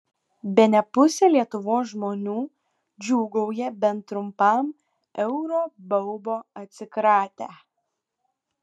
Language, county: Lithuanian, Kaunas